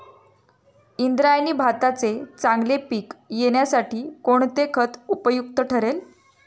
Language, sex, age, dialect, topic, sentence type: Marathi, female, 31-35, Standard Marathi, agriculture, question